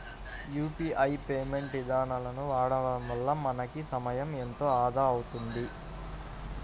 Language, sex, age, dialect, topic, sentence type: Telugu, male, 56-60, Central/Coastal, banking, statement